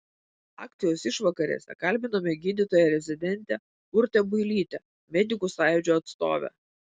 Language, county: Lithuanian, Vilnius